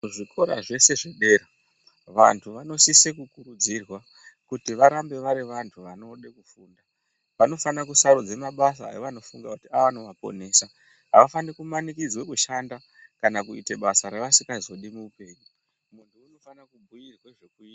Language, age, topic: Ndau, 36-49, education